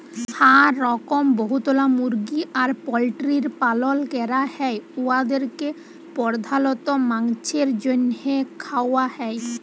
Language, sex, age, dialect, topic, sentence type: Bengali, female, 18-24, Jharkhandi, agriculture, statement